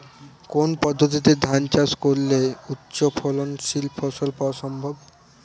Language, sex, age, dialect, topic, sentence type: Bengali, male, 18-24, Northern/Varendri, agriculture, question